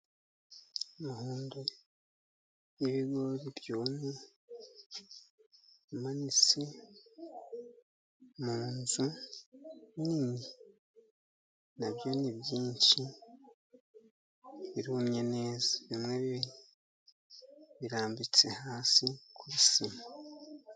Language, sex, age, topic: Kinyarwanda, male, 50+, agriculture